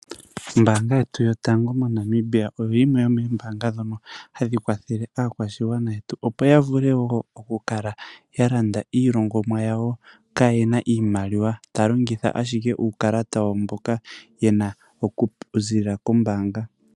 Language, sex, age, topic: Oshiwambo, male, 25-35, finance